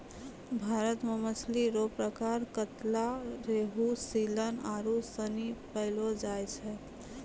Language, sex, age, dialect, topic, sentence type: Maithili, female, 18-24, Angika, agriculture, statement